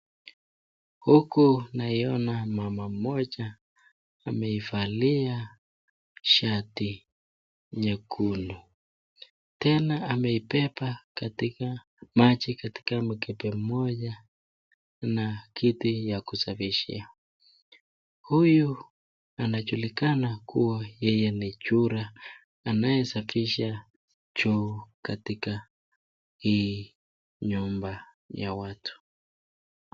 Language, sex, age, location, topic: Swahili, female, 36-49, Nakuru, health